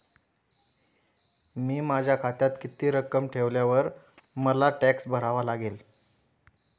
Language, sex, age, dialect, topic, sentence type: Marathi, male, 18-24, Standard Marathi, banking, question